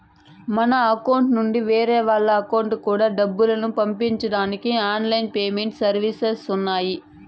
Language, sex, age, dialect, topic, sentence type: Telugu, female, 25-30, Southern, banking, statement